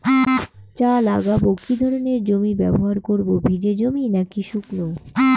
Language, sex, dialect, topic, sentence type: Bengali, female, Rajbangshi, agriculture, question